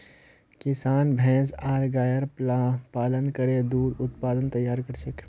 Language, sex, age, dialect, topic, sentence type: Magahi, male, 46-50, Northeastern/Surjapuri, agriculture, statement